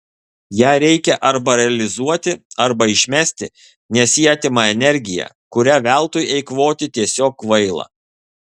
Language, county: Lithuanian, Kaunas